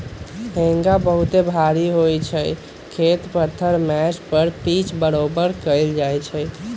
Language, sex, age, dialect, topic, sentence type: Magahi, male, 18-24, Western, agriculture, statement